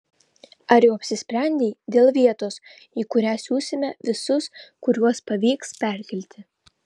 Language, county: Lithuanian, Vilnius